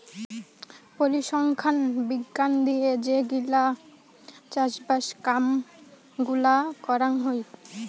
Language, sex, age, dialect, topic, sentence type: Bengali, female, <18, Rajbangshi, agriculture, statement